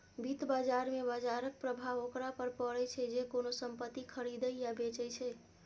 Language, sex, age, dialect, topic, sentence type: Maithili, female, 25-30, Eastern / Thethi, banking, statement